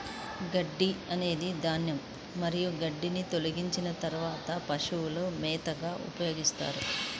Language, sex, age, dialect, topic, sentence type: Telugu, female, 46-50, Central/Coastal, agriculture, statement